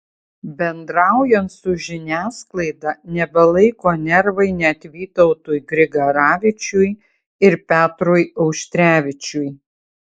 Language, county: Lithuanian, Utena